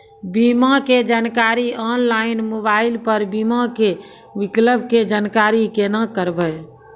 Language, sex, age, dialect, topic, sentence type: Maithili, female, 41-45, Angika, banking, question